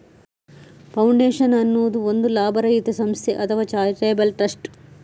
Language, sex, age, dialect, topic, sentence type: Kannada, female, 25-30, Coastal/Dakshin, banking, statement